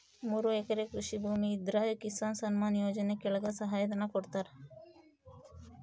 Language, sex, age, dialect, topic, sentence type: Kannada, female, 18-24, Central, agriculture, statement